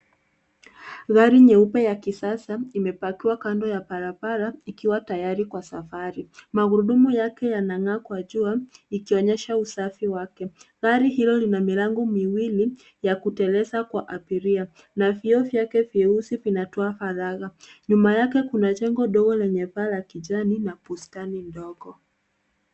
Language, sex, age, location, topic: Swahili, female, 18-24, Nairobi, finance